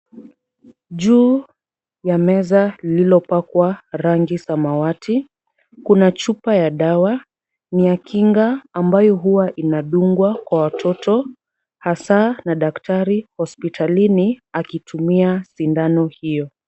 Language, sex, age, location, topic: Swahili, female, 36-49, Kisumu, health